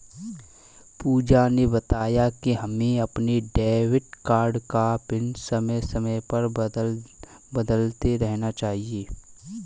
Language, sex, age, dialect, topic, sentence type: Hindi, male, 18-24, Kanauji Braj Bhasha, banking, statement